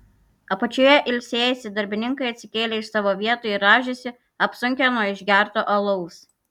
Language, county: Lithuanian, Panevėžys